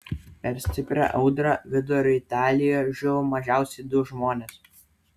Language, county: Lithuanian, Kaunas